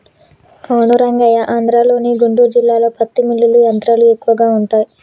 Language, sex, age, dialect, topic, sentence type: Telugu, female, 18-24, Telangana, agriculture, statement